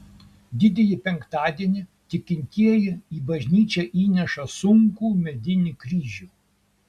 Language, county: Lithuanian, Kaunas